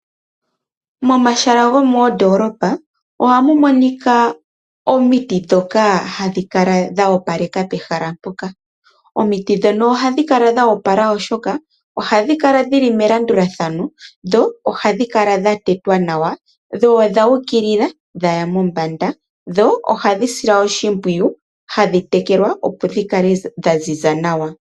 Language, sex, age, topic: Oshiwambo, female, 18-24, agriculture